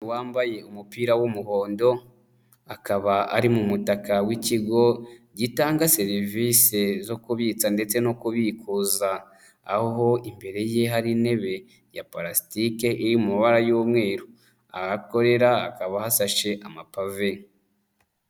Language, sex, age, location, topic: Kinyarwanda, male, 25-35, Nyagatare, finance